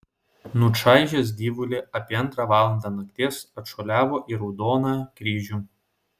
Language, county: Lithuanian, Šiauliai